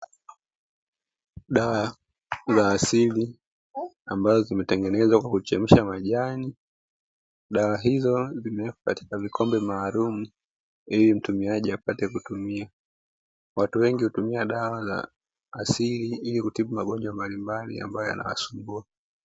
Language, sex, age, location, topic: Swahili, male, 25-35, Dar es Salaam, health